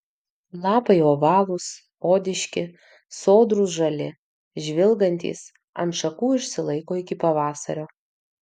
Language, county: Lithuanian, Vilnius